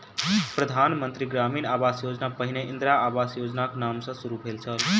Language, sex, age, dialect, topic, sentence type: Maithili, male, 18-24, Southern/Standard, agriculture, statement